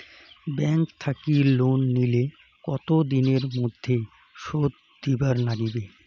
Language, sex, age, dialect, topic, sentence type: Bengali, male, 25-30, Rajbangshi, banking, question